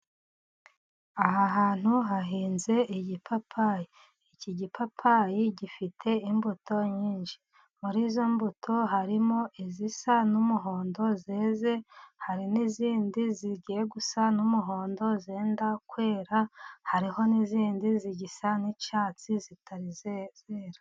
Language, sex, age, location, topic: Kinyarwanda, female, 36-49, Musanze, agriculture